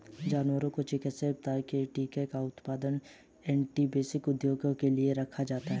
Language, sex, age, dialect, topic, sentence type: Hindi, male, 18-24, Hindustani Malvi Khadi Boli, agriculture, statement